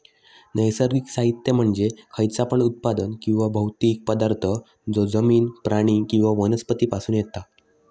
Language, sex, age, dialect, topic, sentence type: Marathi, male, 56-60, Southern Konkan, agriculture, statement